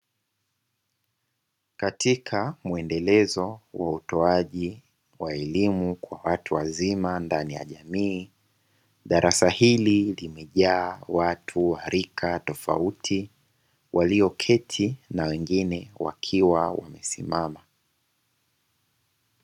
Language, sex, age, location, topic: Swahili, female, 25-35, Dar es Salaam, education